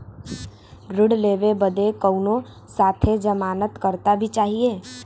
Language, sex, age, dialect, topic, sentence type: Bhojpuri, female, 18-24, Western, banking, question